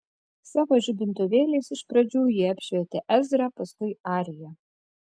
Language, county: Lithuanian, Kaunas